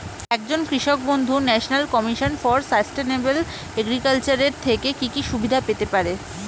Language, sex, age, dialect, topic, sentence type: Bengali, female, 18-24, Standard Colloquial, agriculture, question